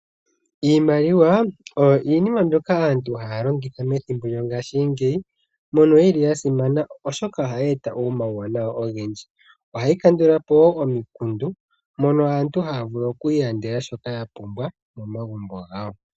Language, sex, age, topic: Oshiwambo, male, 25-35, finance